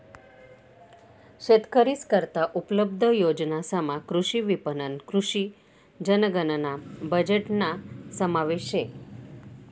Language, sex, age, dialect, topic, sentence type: Marathi, female, 18-24, Northern Konkan, agriculture, statement